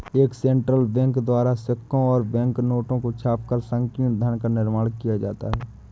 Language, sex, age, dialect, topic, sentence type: Hindi, male, 60-100, Awadhi Bundeli, banking, statement